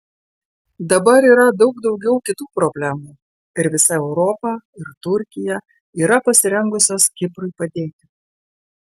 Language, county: Lithuanian, Klaipėda